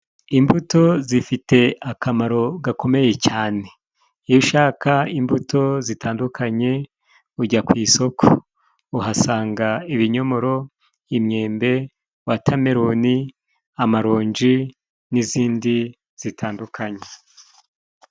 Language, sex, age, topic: Kinyarwanda, male, 36-49, agriculture